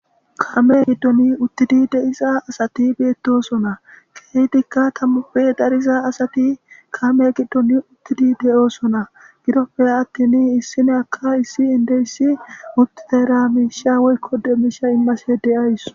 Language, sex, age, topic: Gamo, male, 18-24, government